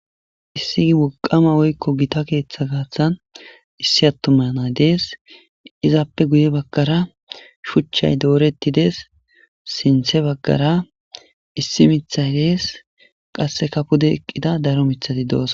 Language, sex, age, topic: Gamo, male, 18-24, agriculture